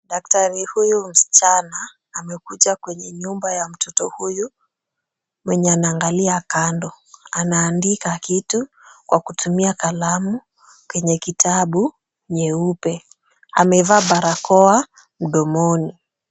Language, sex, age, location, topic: Swahili, female, 18-24, Kisumu, health